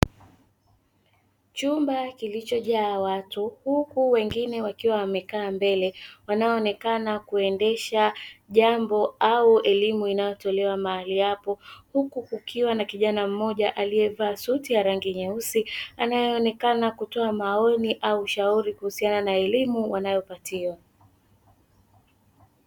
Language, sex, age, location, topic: Swahili, female, 18-24, Dar es Salaam, education